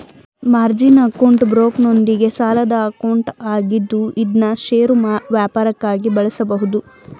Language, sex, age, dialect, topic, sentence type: Kannada, female, 18-24, Mysore Kannada, banking, statement